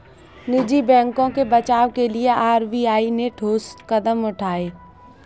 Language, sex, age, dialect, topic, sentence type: Hindi, female, 18-24, Kanauji Braj Bhasha, banking, statement